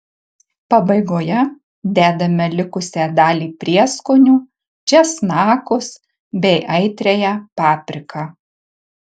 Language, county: Lithuanian, Marijampolė